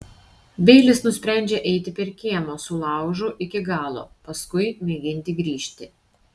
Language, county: Lithuanian, Šiauliai